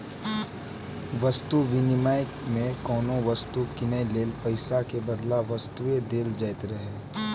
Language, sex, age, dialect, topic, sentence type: Maithili, male, 18-24, Eastern / Thethi, banking, statement